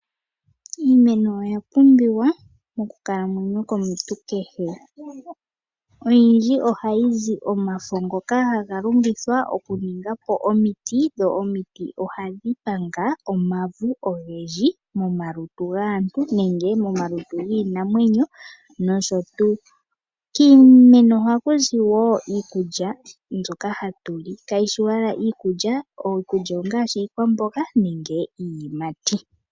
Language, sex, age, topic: Oshiwambo, female, 25-35, agriculture